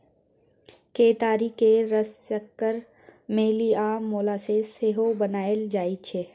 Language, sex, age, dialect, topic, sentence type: Maithili, female, 18-24, Bajjika, agriculture, statement